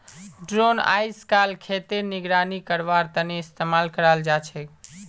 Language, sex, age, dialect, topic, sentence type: Magahi, male, 18-24, Northeastern/Surjapuri, agriculture, statement